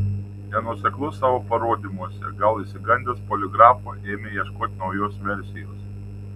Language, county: Lithuanian, Tauragė